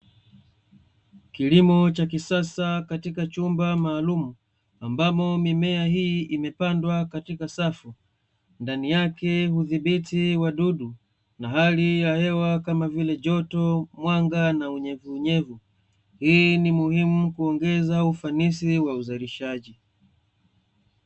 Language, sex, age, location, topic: Swahili, male, 25-35, Dar es Salaam, agriculture